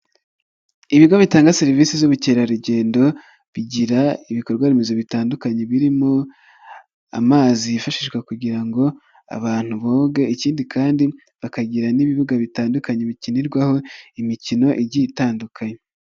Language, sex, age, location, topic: Kinyarwanda, male, 25-35, Nyagatare, finance